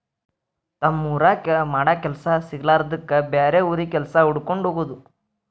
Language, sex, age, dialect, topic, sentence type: Kannada, male, 46-50, Dharwad Kannada, agriculture, statement